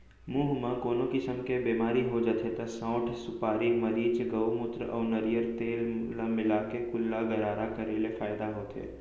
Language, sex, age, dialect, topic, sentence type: Chhattisgarhi, male, 18-24, Central, agriculture, statement